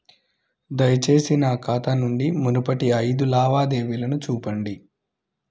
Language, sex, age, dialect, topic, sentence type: Telugu, male, 25-30, Central/Coastal, banking, statement